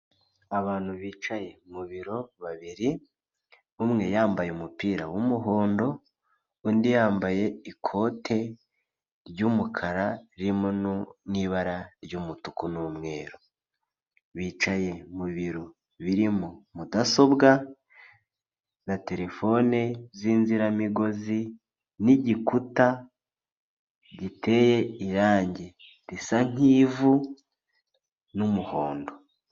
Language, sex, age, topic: Kinyarwanda, male, 25-35, finance